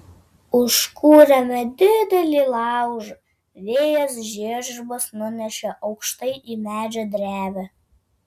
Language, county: Lithuanian, Vilnius